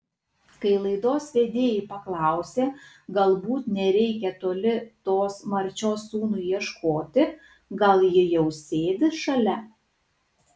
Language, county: Lithuanian, Kaunas